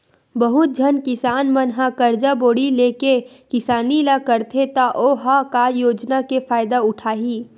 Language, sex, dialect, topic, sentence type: Chhattisgarhi, female, Western/Budati/Khatahi, agriculture, statement